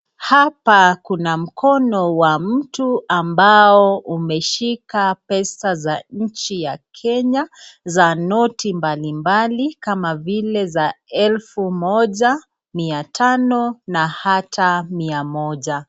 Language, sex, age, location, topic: Swahili, female, 36-49, Nakuru, finance